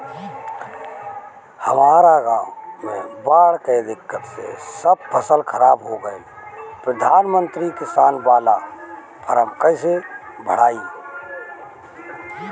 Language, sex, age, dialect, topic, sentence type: Bhojpuri, male, 36-40, Northern, banking, question